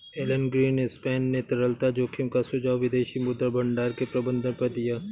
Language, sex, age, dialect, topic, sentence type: Hindi, male, 31-35, Awadhi Bundeli, banking, statement